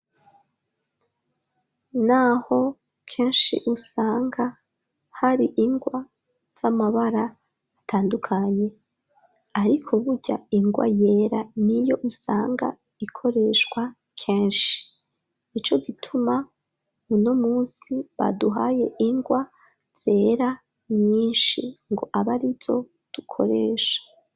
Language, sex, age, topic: Rundi, female, 25-35, education